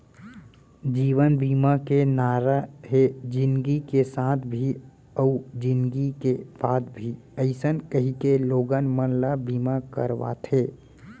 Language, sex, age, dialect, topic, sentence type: Chhattisgarhi, male, 18-24, Central, banking, statement